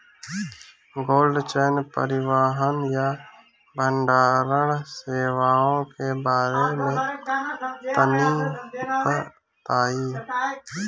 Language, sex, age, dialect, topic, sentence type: Bhojpuri, male, 25-30, Northern, agriculture, question